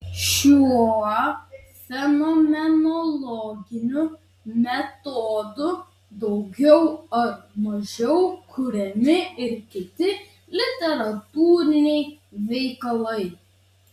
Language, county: Lithuanian, Vilnius